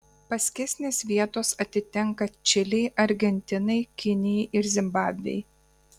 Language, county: Lithuanian, Kaunas